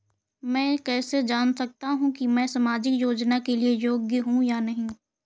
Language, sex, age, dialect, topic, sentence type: Hindi, female, 25-30, Awadhi Bundeli, banking, question